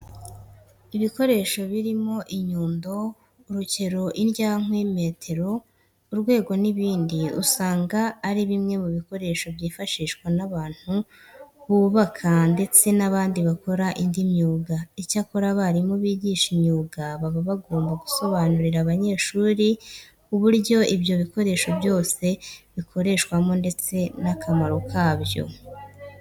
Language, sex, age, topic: Kinyarwanda, male, 18-24, education